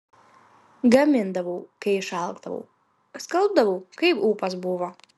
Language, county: Lithuanian, Klaipėda